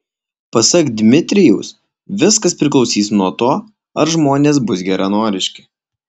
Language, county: Lithuanian, Alytus